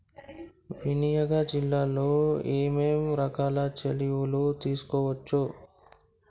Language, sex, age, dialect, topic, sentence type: Telugu, male, 60-100, Telangana, banking, question